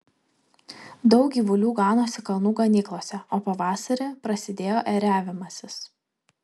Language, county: Lithuanian, Vilnius